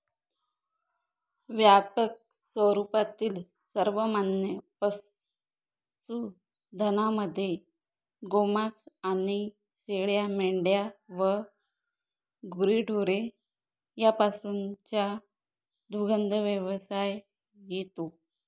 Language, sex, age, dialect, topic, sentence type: Marathi, male, 41-45, Northern Konkan, agriculture, statement